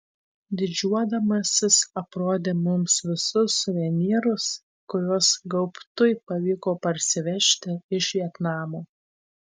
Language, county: Lithuanian, Tauragė